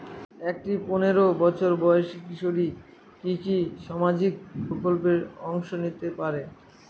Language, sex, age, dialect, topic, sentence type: Bengali, male, 25-30, Northern/Varendri, banking, question